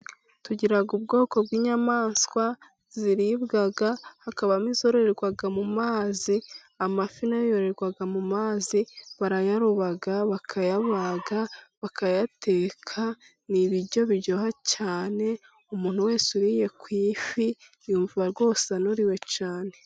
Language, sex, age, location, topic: Kinyarwanda, female, 25-35, Musanze, agriculture